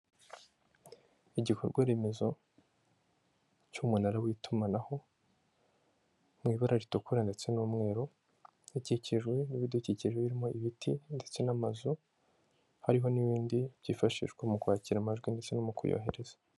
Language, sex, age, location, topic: Kinyarwanda, female, 25-35, Kigali, government